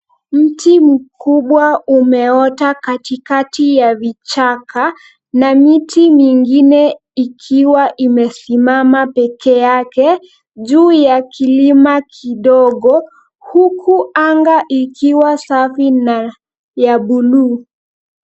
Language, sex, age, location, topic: Swahili, female, 18-24, Nairobi, government